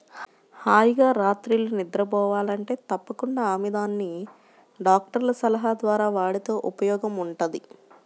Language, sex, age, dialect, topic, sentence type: Telugu, male, 31-35, Central/Coastal, agriculture, statement